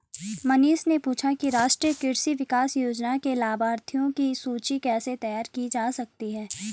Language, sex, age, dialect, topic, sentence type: Hindi, female, 18-24, Garhwali, agriculture, statement